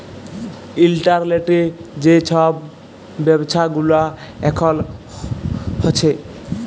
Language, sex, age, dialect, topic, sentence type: Bengali, male, 18-24, Jharkhandi, banking, statement